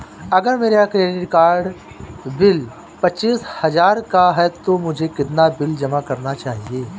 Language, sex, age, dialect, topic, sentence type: Hindi, male, 25-30, Awadhi Bundeli, banking, question